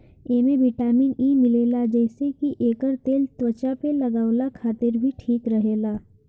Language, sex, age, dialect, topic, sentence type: Bhojpuri, female, <18, Northern, agriculture, statement